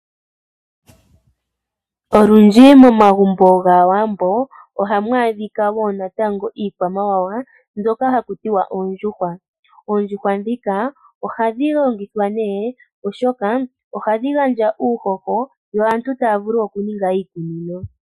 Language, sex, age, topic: Oshiwambo, female, 25-35, agriculture